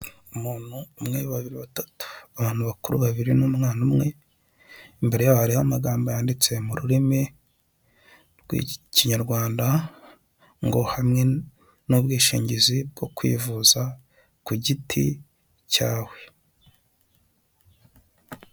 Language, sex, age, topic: Kinyarwanda, male, 25-35, finance